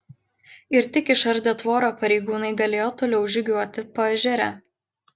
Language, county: Lithuanian, Klaipėda